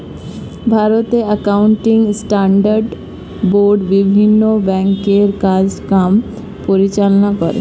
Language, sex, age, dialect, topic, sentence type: Bengali, female, 25-30, Standard Colloquial, banking, statement